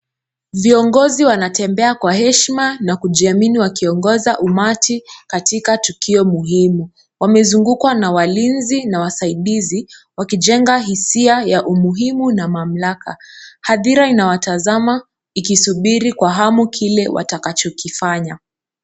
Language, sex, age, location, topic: Swahili, female, 18-24, Kisumu, government